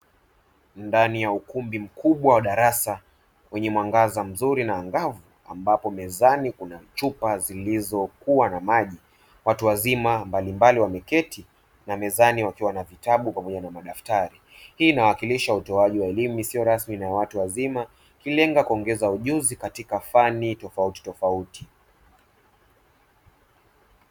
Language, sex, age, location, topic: Swahili, male, 25-35, Dar es Salaam, education